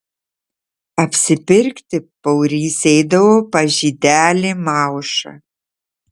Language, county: Lithuanian, Tauragė